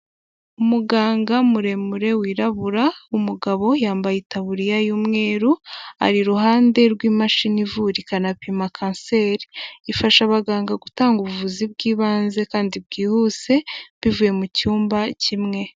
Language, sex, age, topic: Kinyarwanda, female, 18-24, health